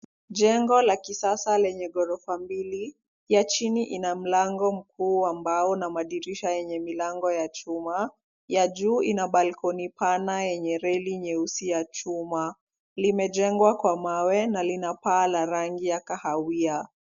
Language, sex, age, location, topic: Swahili, female, 25-35, Kisumu, education